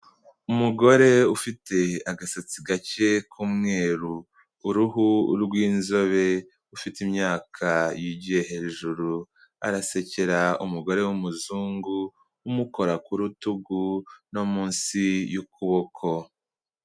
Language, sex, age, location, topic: Kinyarwanda, male, 18-24, Kigali, health